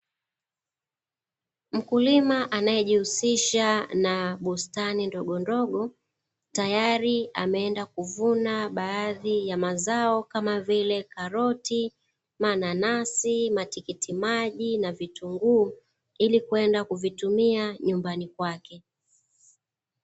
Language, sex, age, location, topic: Swahili, female, 36-49, Dar es Salaam, agriculture